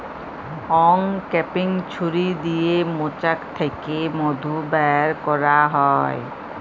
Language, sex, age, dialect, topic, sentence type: Bengali, female, 36-40, Jharkhandi, agriculture, statement